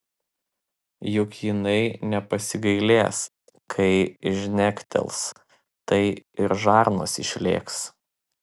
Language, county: Lithuanian, Vilnius